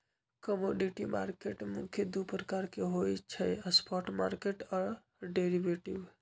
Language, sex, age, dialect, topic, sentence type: Magahi, male, 25-30, Western, banking, statement